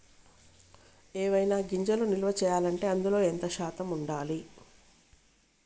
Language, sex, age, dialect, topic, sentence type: Telugu, female, 46-50, Telangana, agriculture, question